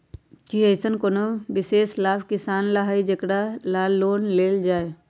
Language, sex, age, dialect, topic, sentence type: Magahi, female, 31-35, Western, agriculture, statement